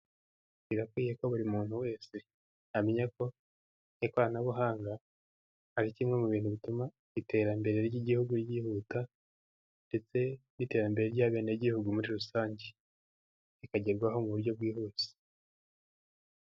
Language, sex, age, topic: Kinyarwanda, male, 18-24, finance